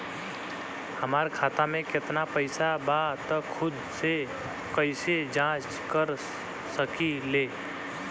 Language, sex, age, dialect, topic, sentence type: Bhojpuri, male, 25-30, Southern / Standard, banking, question